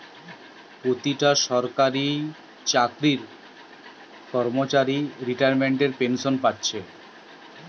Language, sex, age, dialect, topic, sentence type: Bengali, male, 36-40, Western, banking, statement